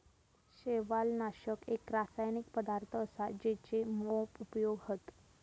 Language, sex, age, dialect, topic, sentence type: Marathi, female, 18-24, Southern Konkan, agriculture, statement